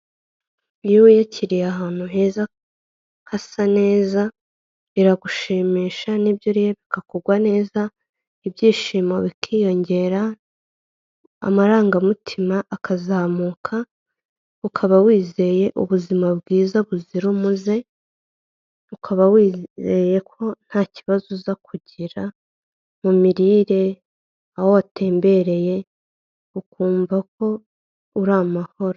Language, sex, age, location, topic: Kinyarwanda, female, 25-35, Kigali, health